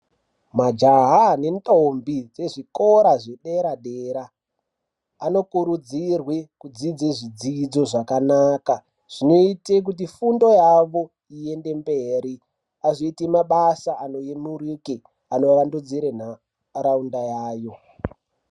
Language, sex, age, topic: Ndau, male, 18-24, education